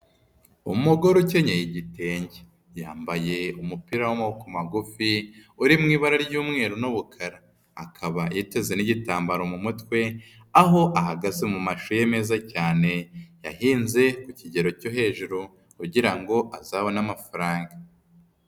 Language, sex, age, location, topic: Kinyarwanda, female, 18-24, Nyagatare, agriculture